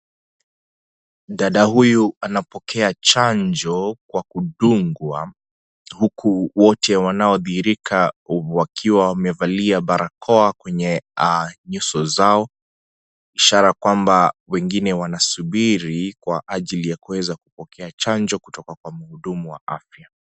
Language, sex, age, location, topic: Swahili, male, 25-35, Kisii, health